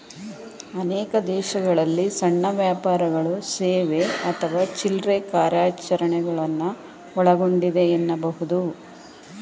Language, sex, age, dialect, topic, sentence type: Kannada, female, 41-45, Mysore Kannada, banking, statement